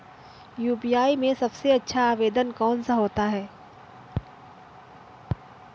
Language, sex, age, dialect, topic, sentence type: Hindi, female, 18-24, Awadhi Bundeli, banking, question